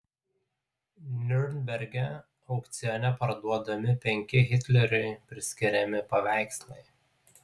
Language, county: Lithuanian, Utena